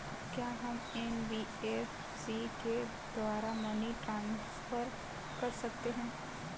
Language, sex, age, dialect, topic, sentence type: Hindi, female, 18-24, Kanauji Braj Bhasha, banking, question